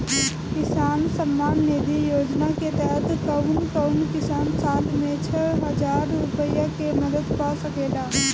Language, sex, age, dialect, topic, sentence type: Bhojpuri, female, 18-24, Northern, agriculture, question